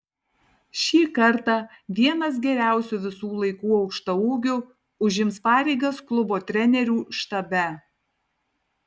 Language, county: Lithuanian, Tauragė